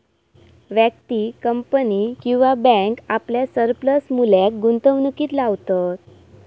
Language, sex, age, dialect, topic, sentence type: Marathi, female, 18-24, Southern Konkan, banking, statement